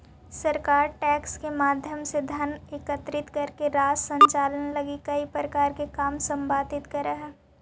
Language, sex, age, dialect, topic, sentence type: Magahi, female, 18-24, Central/Standard, banking, statement